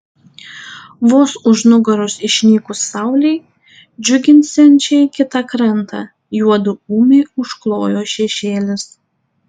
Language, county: Lithuanian, Tauragė